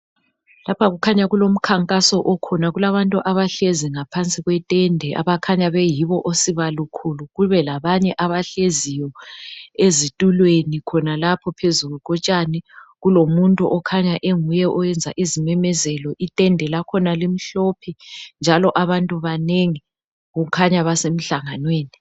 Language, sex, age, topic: North Ndebele, male, 36-49, health